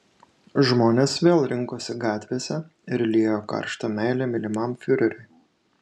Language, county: Lithuanian, Šiauliai